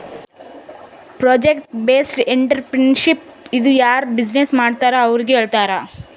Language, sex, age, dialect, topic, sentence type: Kannada, female, 18-24, Northeastern, banking, statement